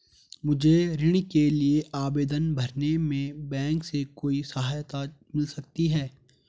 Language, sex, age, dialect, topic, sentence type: Hindi, male, 18-24, Garhwali, banking, question